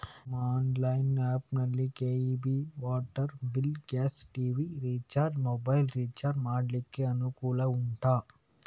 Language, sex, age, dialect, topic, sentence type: Kannada, male, 25-30, Coastal/Dakshin, banking, question